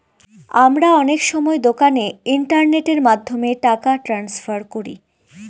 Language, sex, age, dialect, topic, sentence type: Bengali, female, 18-24, Northern/Varendri, banking, statement